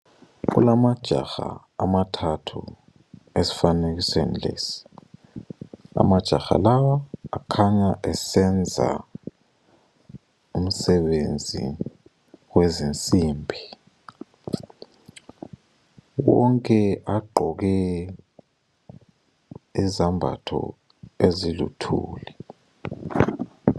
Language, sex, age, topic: North Ndebele, male, 25-35, education